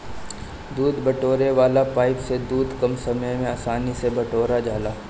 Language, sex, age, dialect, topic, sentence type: Bhojpuri, male, 25-30, Northern, agriculture, statement